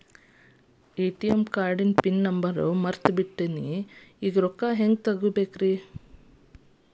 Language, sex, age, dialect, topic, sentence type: Kannada, female, 31-35, Dharwad Kannada, banking, question